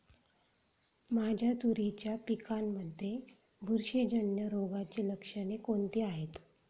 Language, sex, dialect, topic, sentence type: Marathi, female, Standard Marathi, agriculture, question